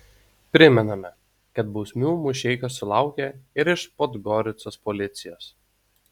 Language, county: Lithuanian, Utena